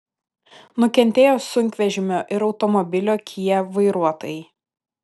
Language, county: Lithuanian, Panevėžys